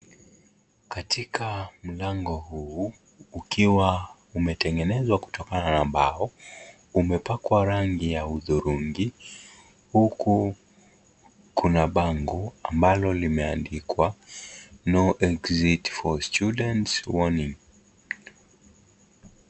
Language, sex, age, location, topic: Swahili, male, 25-35, Kisii, education